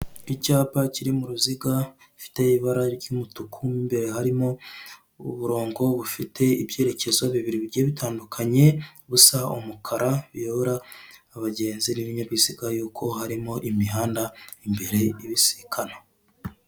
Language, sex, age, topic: Kinyarwanda, male, 25-35, government